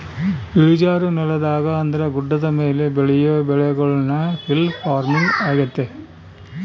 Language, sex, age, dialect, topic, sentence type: Kannada, male, 60-100, Central, agriculture, statement